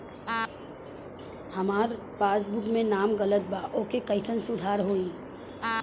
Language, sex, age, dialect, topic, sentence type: Bhojpuri, female, 31-35, Southern / Standard, banking, question